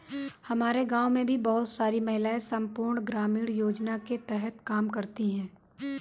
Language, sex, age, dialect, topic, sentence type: Hindi, female, 18-24, Kanauji Braj Bhasha, banking, statement